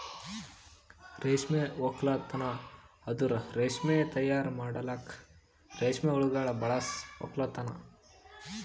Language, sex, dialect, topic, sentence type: Kannada, male, Northeastern, agriculture, statement